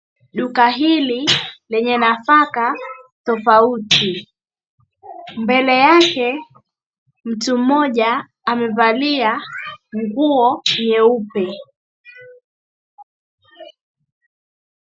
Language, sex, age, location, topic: Swahili, female, 36-49, Mombasa, agriculture